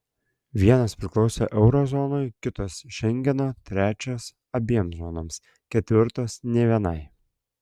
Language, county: Lithuanian, Klaipėda